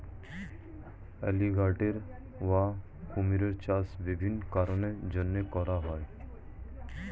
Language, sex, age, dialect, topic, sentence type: Bengali, male, 36-40, Standard Colloquial, agriculture, statement